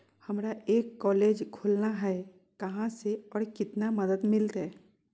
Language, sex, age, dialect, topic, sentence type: Magahi, female, 41-45, Southern, banking, question